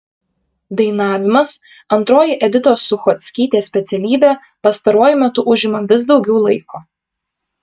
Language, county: Lithuanian, Kaunas